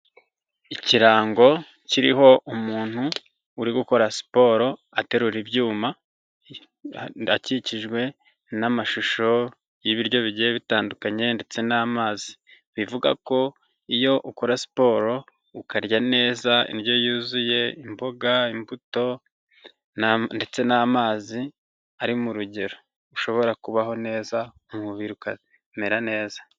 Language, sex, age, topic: Kinyarwanda, male, 25-35, health